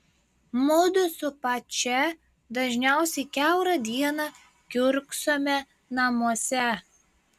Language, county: Lithuanian, Klaipėda